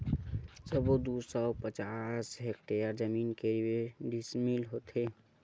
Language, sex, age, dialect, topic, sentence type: Chhattisgarhi, male, 60-100, Western/Budati/Khatahi, agriculture, question